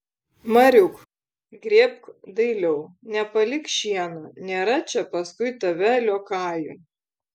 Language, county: Lithuanian, Vilnius